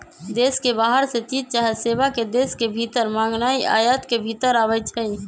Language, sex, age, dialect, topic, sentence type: Magahi, male, 25-30, Western, banking, statement